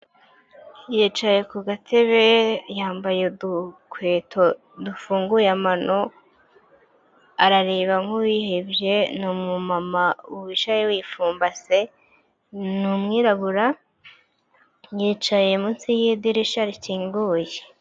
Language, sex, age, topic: Kinyarwanda, female, 25-35, health